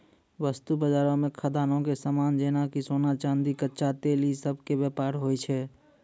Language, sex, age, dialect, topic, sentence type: Maithili, male, 18-24, Angika, banking, statement